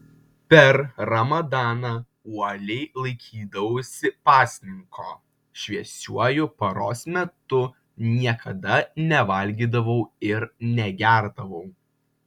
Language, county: Lithuanian, Vilnius